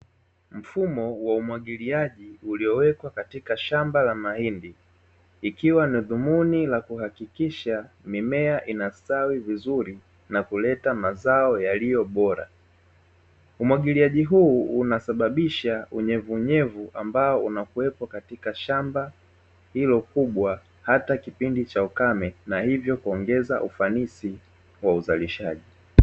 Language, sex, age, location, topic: Swahili, male, 25-35, Dar es Salaam, agriculture